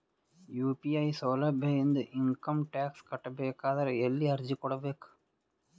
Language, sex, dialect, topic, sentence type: Kannada, male, Northeastern, banking, question